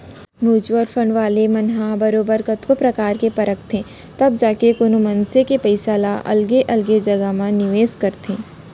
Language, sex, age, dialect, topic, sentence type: Chhattisgarhi, female, 41-45, Central, banking, statement